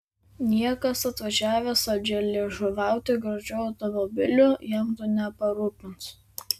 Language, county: Lithuanian, Vilnius